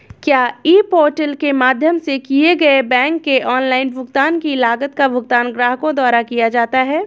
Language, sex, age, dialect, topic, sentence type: Hindi, female, 25-30, Awadhi Bundeli, banking, question